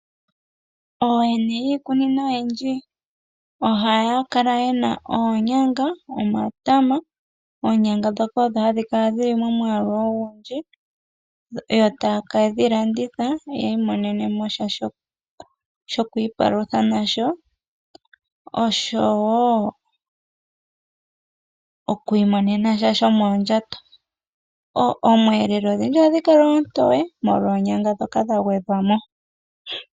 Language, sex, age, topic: Oshiwambo, female, 18-24, agriculture